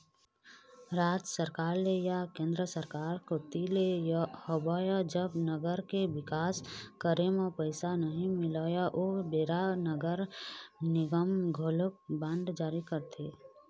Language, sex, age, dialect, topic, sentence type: Chhattisgarhi, female, 25-30, Eastern, banking, statement